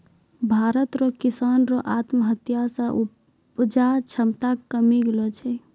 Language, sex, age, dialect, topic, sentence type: Maithili, female, 18-24, Angika, agriculture, statement